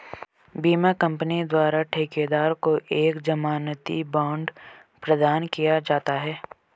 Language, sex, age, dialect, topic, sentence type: Hindi, male, 18-24, Marwari Dhudhari, banking, statement